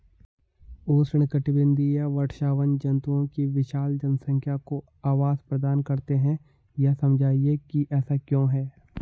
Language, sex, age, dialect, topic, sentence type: Hindi, male, 18-24, Hindustani Malvi Khadi Boli, agriculture, question